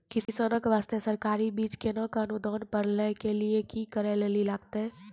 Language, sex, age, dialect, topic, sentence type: Maithili, female, 25-30, Angika, agriculture, question